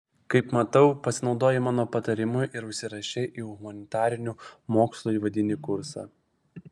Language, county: Lithuanian, Vilnius